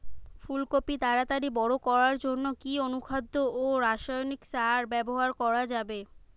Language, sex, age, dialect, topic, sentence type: Bengali, female, 25-30, Western, agriculture, question